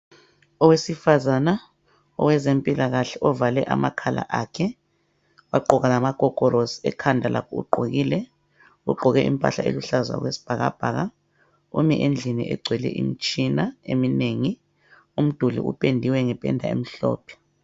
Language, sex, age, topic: North Ndebele, male, 50+, health